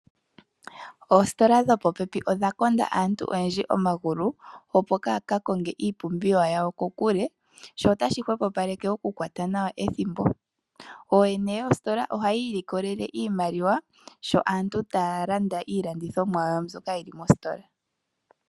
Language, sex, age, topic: Oshiwambo, female, 25-35, finance